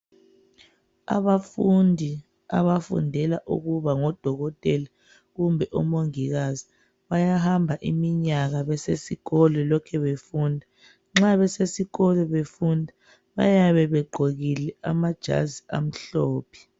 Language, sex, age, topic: North Ndebele, male, 36-49, health